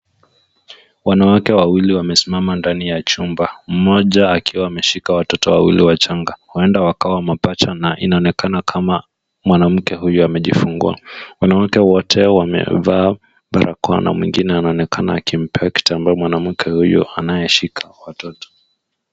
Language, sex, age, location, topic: Swahili, male, 18-24, Nairobi, health